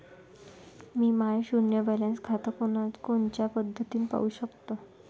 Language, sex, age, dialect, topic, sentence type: Marathi, female, 56-60, Varhadi, banking, question